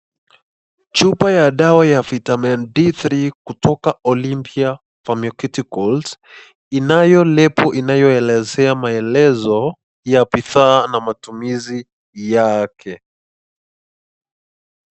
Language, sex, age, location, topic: Swahili, male, 25-35, Nakuru, health